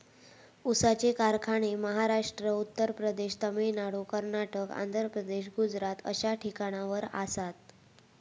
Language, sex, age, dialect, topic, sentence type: Marathi, female, 18-24, Southern Konkan, agriculture, statement